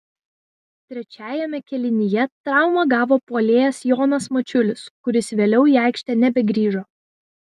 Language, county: Lithuanian, Vilnius